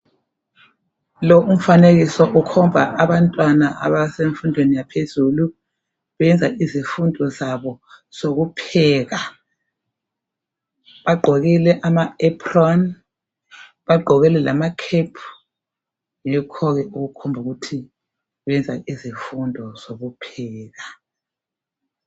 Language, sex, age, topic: North Ndebele, female, 50+, education